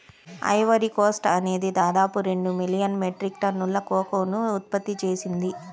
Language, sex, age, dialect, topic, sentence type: Telugu, female, 31-35, Central/Coastal, agriculture, statement